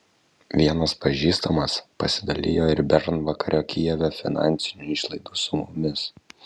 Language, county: Lithuanian, Kaunas